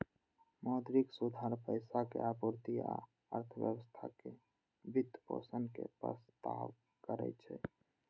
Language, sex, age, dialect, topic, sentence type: Maithili, male, 18-24, Eastern / Thethi, banking, statement